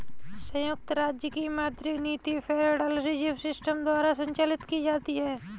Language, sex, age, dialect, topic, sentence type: Hindi, female, 18-24, Kanauji Braj Bhasha, banking, statement